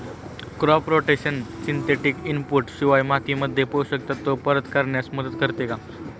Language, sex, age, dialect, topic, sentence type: Marathi, male, 18-24, Standard Marathi, agriculture, question